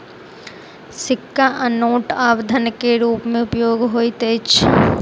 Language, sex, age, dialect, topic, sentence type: Maithili, female, 18-24, Southern/Standard, banking, statement